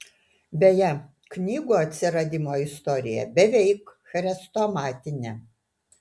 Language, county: Lithuanian, Utena